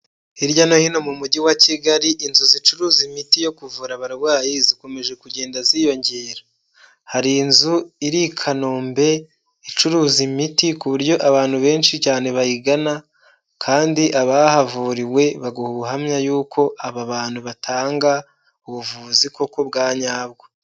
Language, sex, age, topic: Kinyarwanda, male, 18-24, health